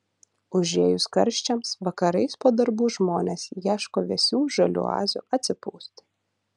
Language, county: Lithuanian, Utena